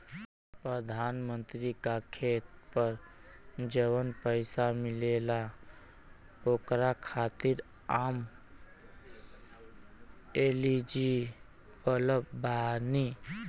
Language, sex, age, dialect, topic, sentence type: Bhojpuri, male, 18-24, Western, banking, question